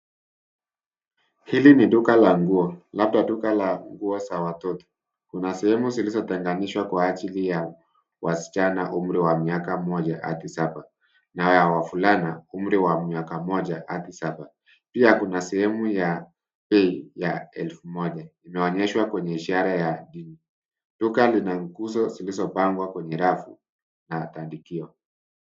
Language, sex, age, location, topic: Swahili, male, 50+, Nairobi, finance